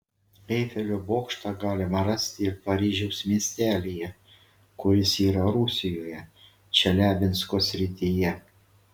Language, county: Lithuanian, Šiauliai